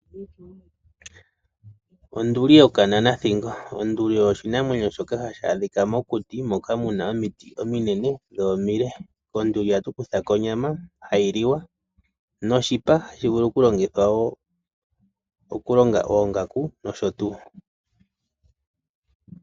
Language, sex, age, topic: Oshiwambo, male, 36-49, agriculture